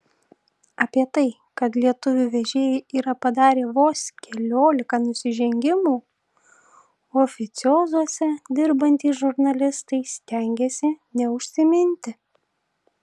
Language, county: Lithuanian, Tauragė